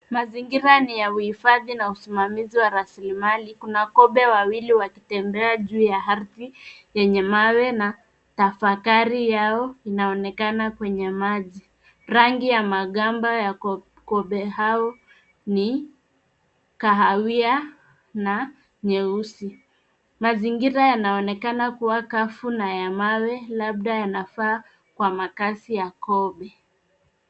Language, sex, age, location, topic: Swahili, female, 25-35, Nairobi, government